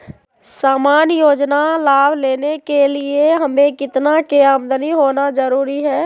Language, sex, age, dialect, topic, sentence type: Magahi, female, 51-55, Southern, banking, question